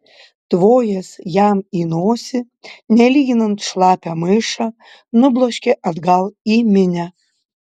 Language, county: Lithuanian, Panevėžys